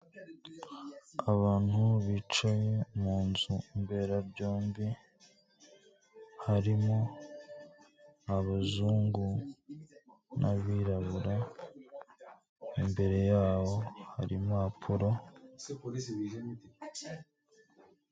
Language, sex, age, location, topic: Kinyarwanda, male, 18-24, Kigali, government